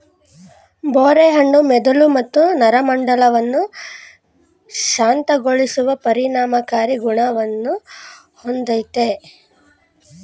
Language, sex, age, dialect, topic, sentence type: Kannada, female, 25-30, Mysore Kannada, agriculture, statement